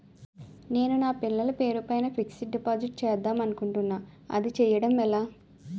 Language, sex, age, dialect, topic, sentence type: Telugu, female, 25-30, Utterandhra, banking, question